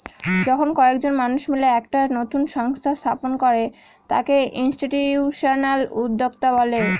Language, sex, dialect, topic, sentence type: Bengali, female, Northern/Varendri, banking, statement